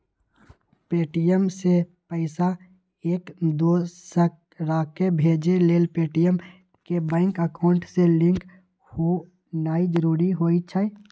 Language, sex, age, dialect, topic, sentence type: Magahi, male, 18-24, Western, banking, statement